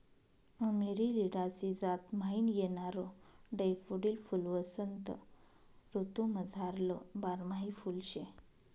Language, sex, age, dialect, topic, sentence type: Marathi, female, 25-30, Northern Konkan, agriculture, statement